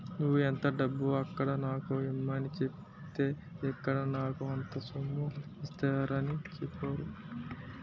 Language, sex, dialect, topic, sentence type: Telugu, male, Utterandhra, banking, statement